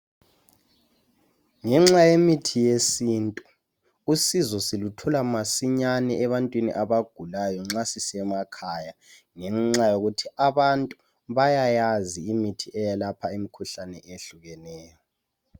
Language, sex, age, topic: North Ndebele, male, 18-24, health